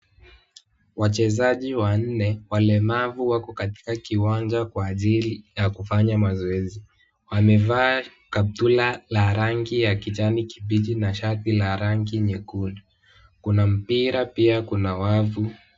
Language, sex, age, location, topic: Swahili, male, 18-24, Wajir, education